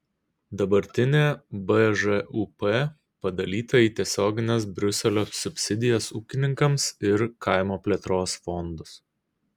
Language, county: Lithuanian, Kaunas